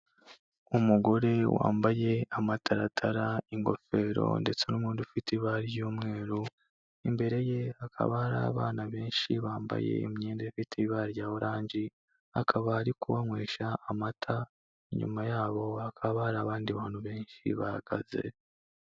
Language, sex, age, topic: Kinyarwanda, male, 18-24, health